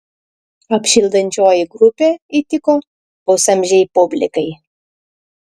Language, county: Lithuanian, Klaipėda